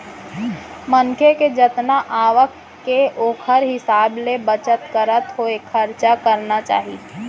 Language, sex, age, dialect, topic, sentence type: Chhattisgarhi, female, 25-30, Central, banking, statement